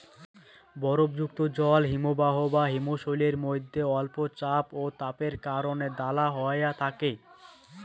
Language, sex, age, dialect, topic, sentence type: Bengali, male, 18-24, Rajbangshi, agriculture, statement